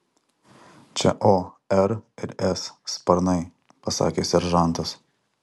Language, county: Lithuanian, Alytus